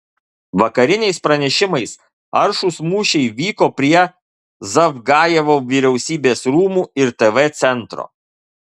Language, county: Lithuanian, Kaunas